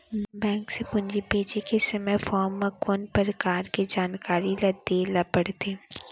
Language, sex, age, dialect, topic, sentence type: Chhattisgarhi, female, 18-24, Central, banking, question